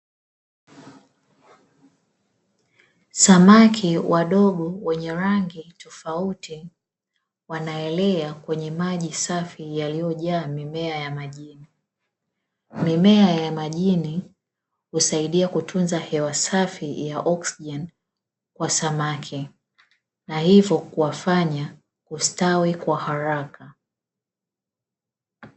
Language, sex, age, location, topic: Swahili, female, 25-35, Dar es Salaam, agriculture